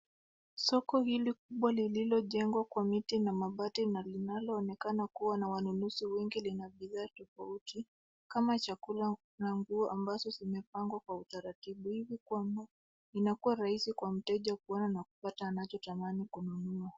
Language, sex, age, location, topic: Swahili, female, 25-35, Nairobi, finance